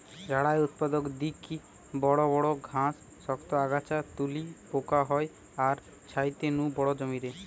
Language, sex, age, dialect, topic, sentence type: Bengali, male, 18-24, Western, agriculture, statement